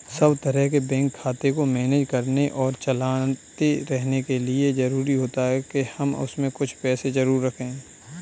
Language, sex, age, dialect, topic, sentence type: Hindi, male, 25-30, Kanauji Braj Bhasha, banking, statement